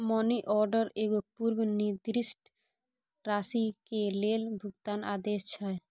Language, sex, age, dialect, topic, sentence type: Maithili, female, 18-24, Bajjika, banking, statement